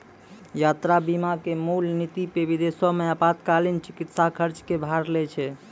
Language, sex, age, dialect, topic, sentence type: Maithili, male, 25-30, Angika, banking, statement